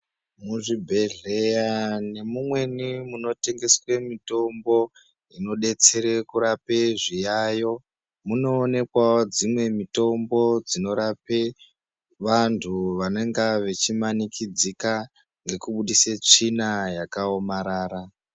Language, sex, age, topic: Ndau, female, 25-35, health